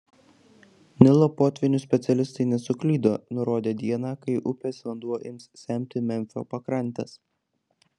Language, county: Lithuanian, Klaipėda